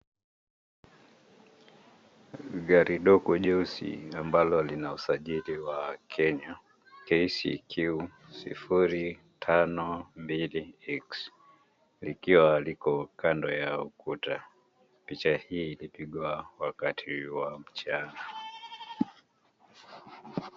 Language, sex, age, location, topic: Swahili, male, 50+, Nairobi, finance